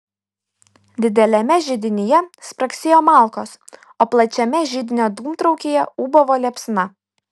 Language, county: Lithuanian, Kaunas